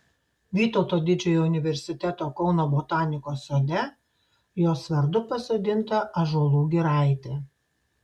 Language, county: Lithuanian, Šiauliai